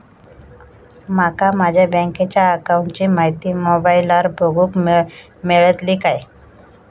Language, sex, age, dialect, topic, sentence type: Marathi, female, 18-24, Southern Konkan, banking, question